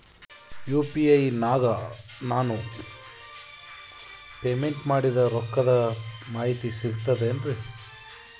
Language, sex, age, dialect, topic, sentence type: Kannada, male, 25-30, Central, banking, question